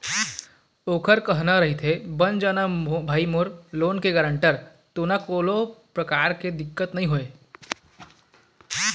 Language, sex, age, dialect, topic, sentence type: Chhattisgarhi, male, 18-24, Eastern, banking, statement